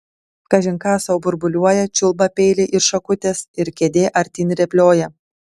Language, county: Lithuanian, Telšiai